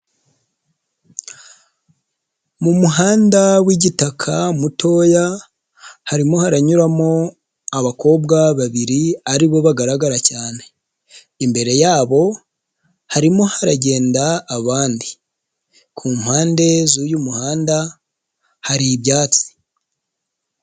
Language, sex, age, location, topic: Kinyarwanda, male, 25-35, Nyagatare, education